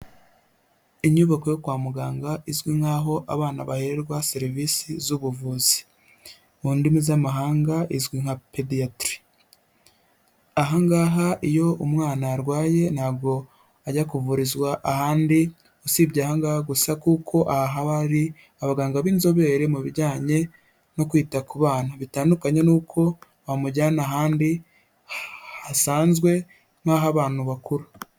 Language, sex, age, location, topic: Kinyarwanda, male, 25-35, Huye, health